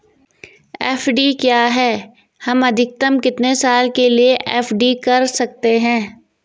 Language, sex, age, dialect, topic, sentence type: Hindi, female, 18-24, Garhwali, banking, question